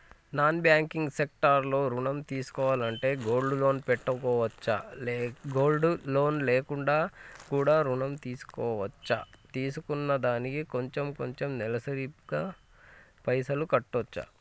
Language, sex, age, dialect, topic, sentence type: Telugu, female, 25-30, Telangana, banking, question